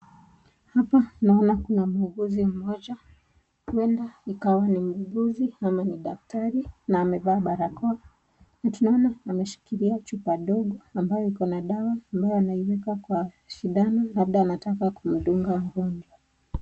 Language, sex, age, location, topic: Swahili, female, 25-35, Nakuru, health